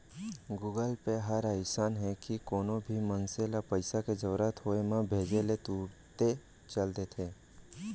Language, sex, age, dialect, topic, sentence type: Chhattisgarhi, male, 60-100, Central, banking, statement